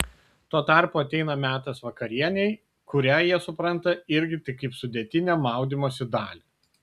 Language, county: Lithuanian, Kaunas